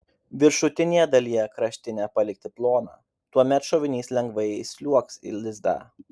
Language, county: Lithuanian, Vilnius